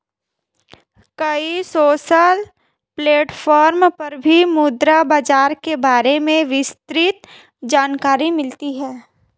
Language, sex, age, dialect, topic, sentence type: Hindi, female, 18-24, Marwari Dhudhari, banking, statement